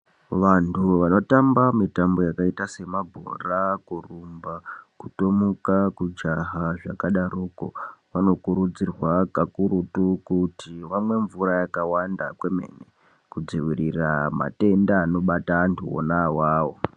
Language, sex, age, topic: Ndau, male, 18-24, health